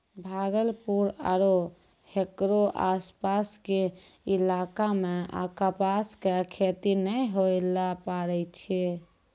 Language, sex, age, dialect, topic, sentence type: Maithili, female, 18-24, Angika, agriculture, statement